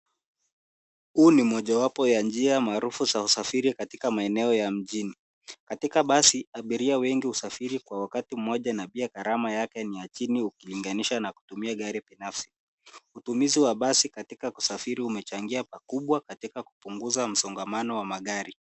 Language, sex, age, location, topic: Swahili, male, 18-24, Nairobi, government